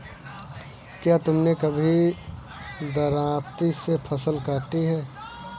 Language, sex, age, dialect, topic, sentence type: Hindi, male, 18-24, Kanauji Braj Bhasha, agriculture, statement